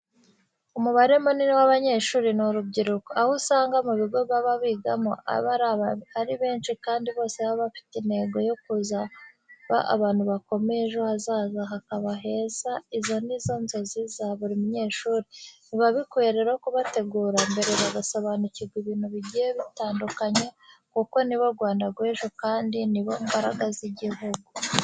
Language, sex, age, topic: Kinyarwanda, female, 25-35, education